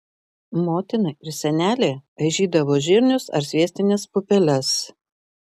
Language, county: Lithuanian, Šiauliai